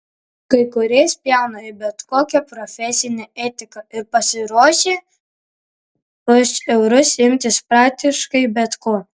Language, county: Lithuanian, Kaunas